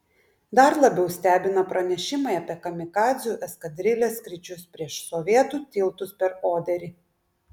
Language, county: Lithuanian, Klaipėda